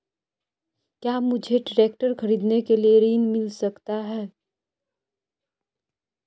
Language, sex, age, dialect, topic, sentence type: Hindi, female, 25-30, Marwari Dhudhari, banking, question